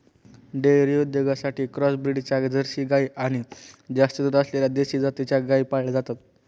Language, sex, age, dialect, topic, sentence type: Marathi, male, 18-24, Standard Marathi, agriculture, statement